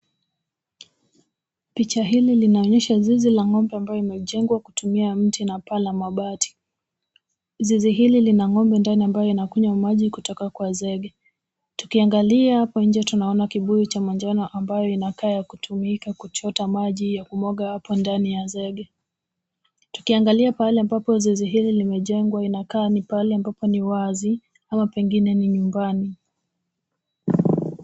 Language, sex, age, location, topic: Swahili, female, 18-24, Kisumu, agriculture